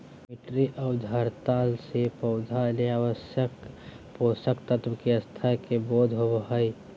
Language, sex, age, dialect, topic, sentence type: Magahi, male, 18-24, Southern, agriculture, statement